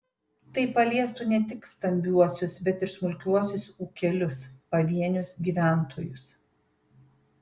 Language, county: Lithuanian, Panevėžys